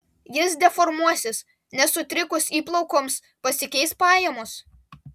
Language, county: Lithuanian, Vilnius